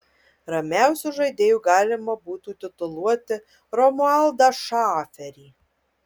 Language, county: Lithuanian, Marijampolė